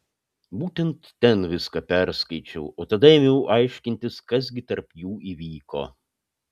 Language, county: Lithuanian, Panevėžys